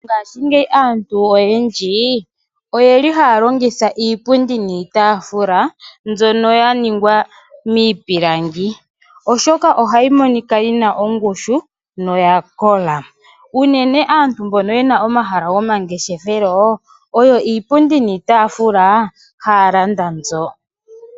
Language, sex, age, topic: Oshiwambo, male, 25-35, finance